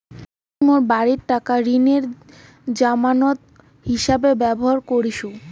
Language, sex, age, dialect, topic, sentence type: Bengali, female, 18-24, Rajbangshi, banking, statement